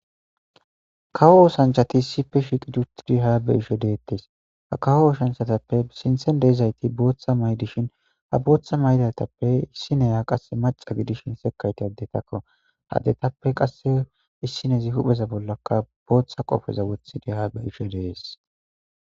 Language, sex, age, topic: Gamo, male, 18-24, government